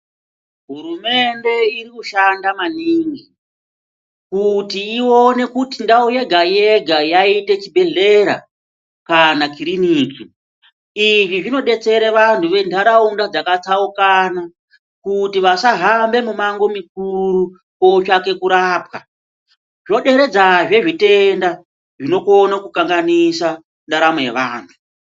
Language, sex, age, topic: Ndau, male, 36-49, health